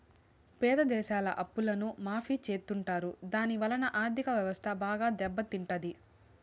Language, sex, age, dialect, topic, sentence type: Telugu, female, 18-24, Southern, banking, statement